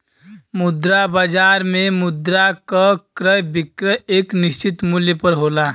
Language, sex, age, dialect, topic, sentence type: Bhojpuri, male, 25-30, Western, banking, statement